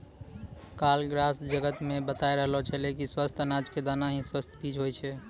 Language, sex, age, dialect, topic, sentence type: Maithili, male, 18-24, Angika, agriculture, statement